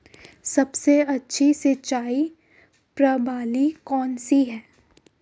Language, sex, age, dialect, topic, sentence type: Hindi, female, 18-24, Hindustani Malvi Khadi Boli, agriculture, question